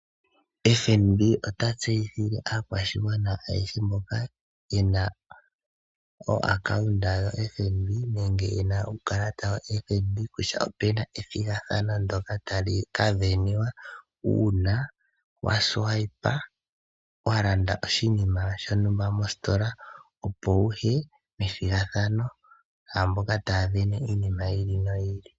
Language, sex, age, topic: Oshiwambo, male, 18-24, finance